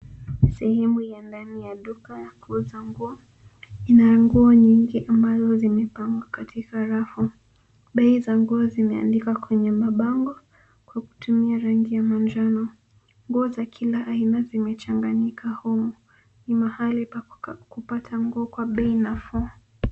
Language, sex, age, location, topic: Swahili, female, 18-24, Nairobi, finance